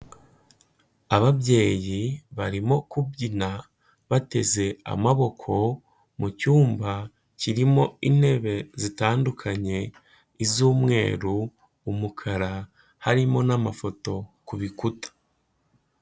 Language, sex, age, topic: Kinyarwanda, male, 18-24, health